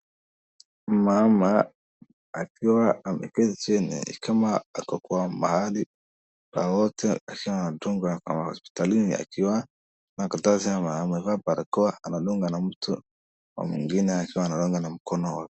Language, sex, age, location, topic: Swahili, male, 18-24, Wajir, health